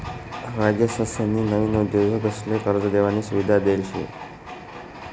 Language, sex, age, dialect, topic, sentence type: Marathi, male, 25-30, Northern Konkan, banking, statement